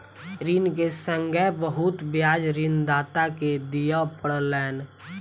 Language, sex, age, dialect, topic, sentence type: Maithili, female, 18-24, Southern/Standard, banking, statement